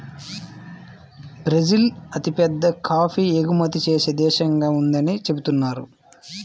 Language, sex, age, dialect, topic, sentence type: Telugu, male, 18-24, Central/Coastal, agriculture, statement